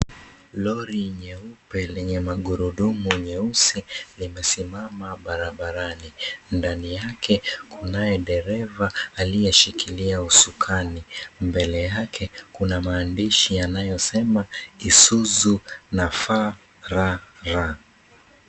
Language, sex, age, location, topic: Swahili, male, 18-24, Mombasa, government